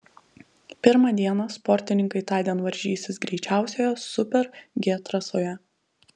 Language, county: Lithuanian, Telšiai